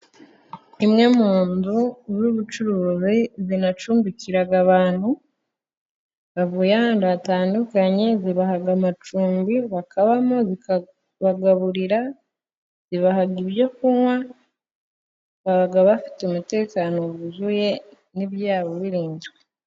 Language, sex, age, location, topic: Kinyarwanda, female, 18-24, Musanze, finance